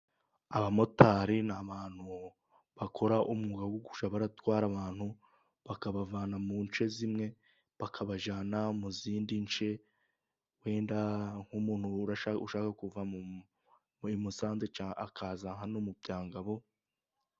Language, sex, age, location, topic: Kinyarwanda, male, 18-24, Musanze, government